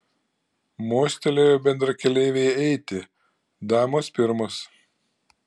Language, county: Lithuanian, Klaipėda